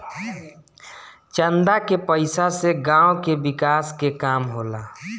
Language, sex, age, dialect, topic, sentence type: Bhojpuri, male, 25-30, Northern, banking, statement